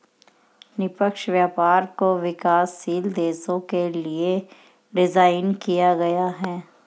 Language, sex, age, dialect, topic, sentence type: Hindi, female, 31-35, Marwari Dhudhari, banking, statement